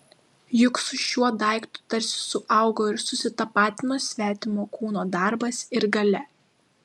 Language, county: Lithuanian, Klaipėda